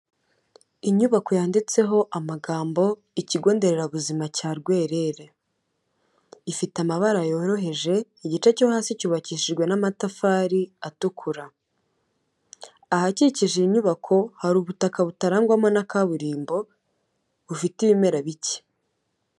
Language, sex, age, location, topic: Kinyarwanda, female, 18-24, Kigali, health